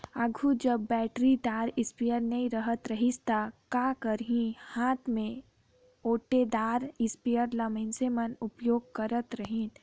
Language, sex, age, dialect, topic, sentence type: Chhattisgarhi, female, 18-24, Northern/Bhandar, agriculture, statement